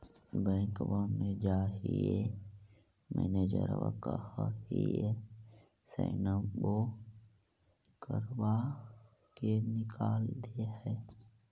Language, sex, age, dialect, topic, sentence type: Magahi, female, 25-30, Central/Standard, banking, question